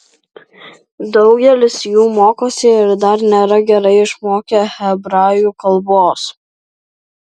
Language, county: Lithuanian, Vilnius